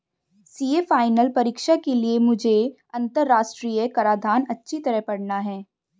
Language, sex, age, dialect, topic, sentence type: Hindi, female, 25-30, Hindustani Malvi Khadi Boli, banking, statement